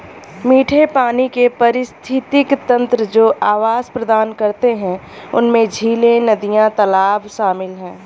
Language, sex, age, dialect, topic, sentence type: Hindi, male, 36-40, Hindustani Malvi Khadi Boli, agriculture, statement